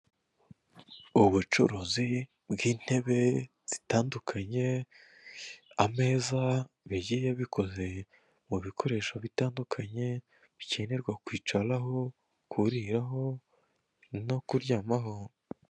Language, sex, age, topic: Kinyarwanda, male, 18-24, finance